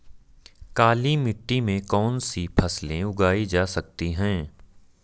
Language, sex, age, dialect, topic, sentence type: Hindi, male, 31-35, Marwari Dhudhari, agriculture, question